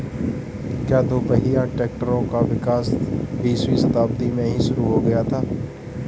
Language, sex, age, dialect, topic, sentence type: Hindi, male, 31-35, Marwari Dhudhari, agriculture, statement